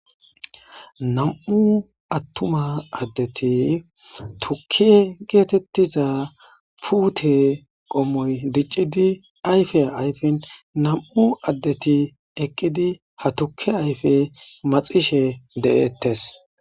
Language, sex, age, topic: Gamo, male, 25-35, agriculture